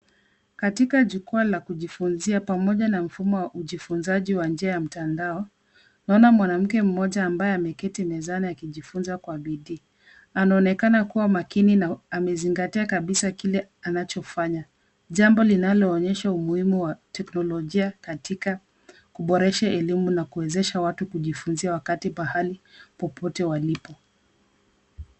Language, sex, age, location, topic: Swahili, female, 25-35, Nairobi, education